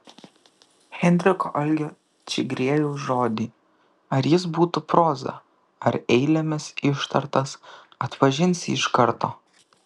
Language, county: Lithuanian, Kaunas